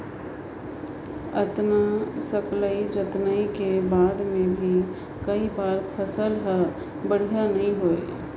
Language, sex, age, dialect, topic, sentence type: Chhattisgarhi, female, 56-60, Northern/Bhandar, agriculture, statement